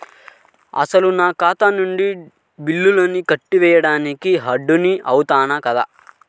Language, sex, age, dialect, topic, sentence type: Telugu, male, 31-35, Central/Coastal, banking, question